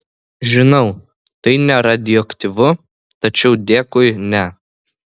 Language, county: Lithuanian, Vilnius